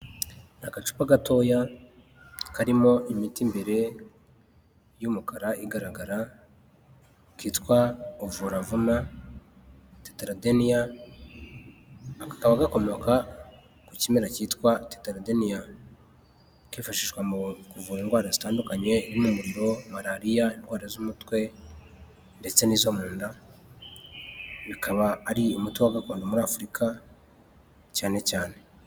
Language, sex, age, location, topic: Kinyarwanda, male, 36-49, Huye, health